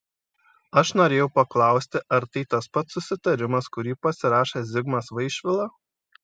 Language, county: Lithuanian, Šiauliai